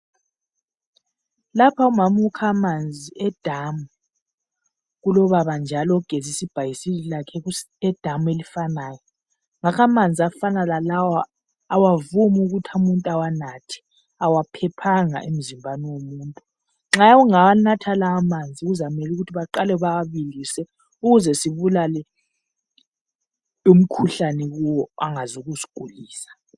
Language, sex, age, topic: North Ndebele, female, 36-49, health